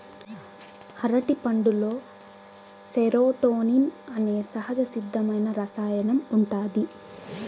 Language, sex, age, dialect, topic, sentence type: Telugu, female, 18-24, Southern, agriculture, statement